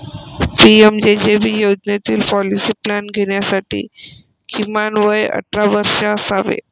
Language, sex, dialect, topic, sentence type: Marathi, female, Varhadi, banking, statement